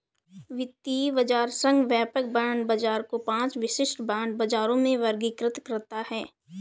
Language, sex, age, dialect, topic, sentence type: Hindi, female, 18-24, Awadhi Bundeli, banking, statement